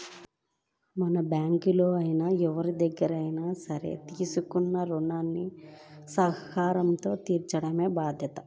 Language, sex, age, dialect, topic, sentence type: Telugu, female, 25-30, Central/Coastal, banking, statement